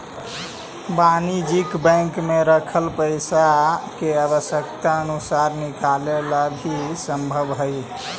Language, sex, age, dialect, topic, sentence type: Magahi, female, 25-30, Central/Standard, banking, statement